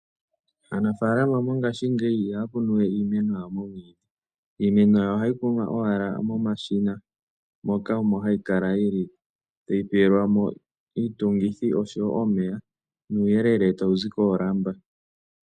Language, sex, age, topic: Oshiwambo, male, 18-24, agriculture